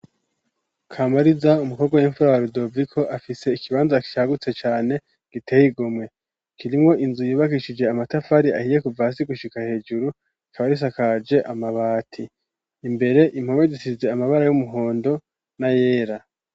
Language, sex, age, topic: Rundi, male, 18-24, education